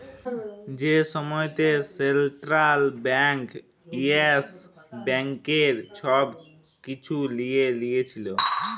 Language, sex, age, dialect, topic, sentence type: Bengali, male, 25-30, Jharkhandi, banking, statement